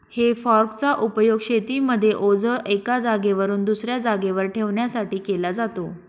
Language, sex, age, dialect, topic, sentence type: Marathi, female, 25-30, Northern Konkan, agriculture, statement